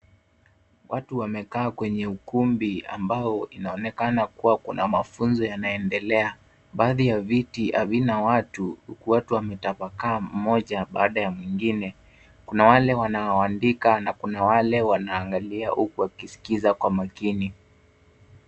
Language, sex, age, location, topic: Swahili, male, 18-24, Nairobi, education